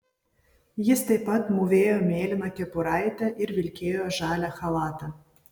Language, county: Lithuanian, Vilnius